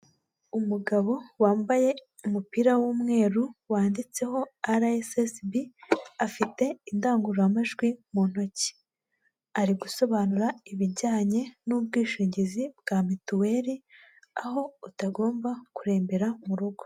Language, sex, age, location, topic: Kinyarwanda, female, 18-24, Huye, finance